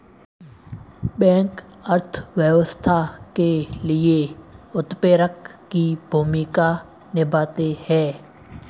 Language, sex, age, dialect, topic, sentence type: Hindi, male, 18-24, Marwari Dhudhari, banking, statement